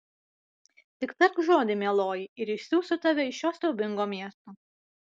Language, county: Lithuanian, Vilnius